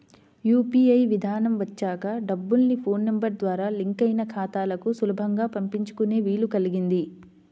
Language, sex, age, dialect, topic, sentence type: Telugu, female, 25-30, Central/Coastal, banking, statement